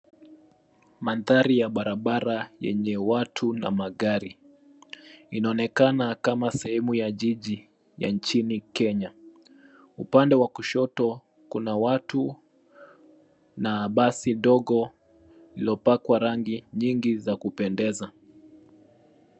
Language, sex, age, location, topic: Swahili, male, 25-35, Nairobi, government